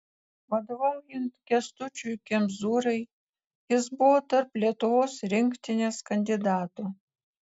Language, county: Lithuanian, Kaunas